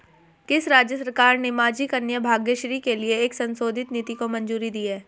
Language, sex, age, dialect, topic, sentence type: Hindi, female, 18-24, Hindustani Malvi Khadi Boli, banking, question